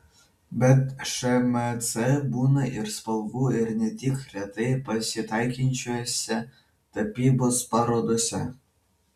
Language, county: Lithuanian, Vilnius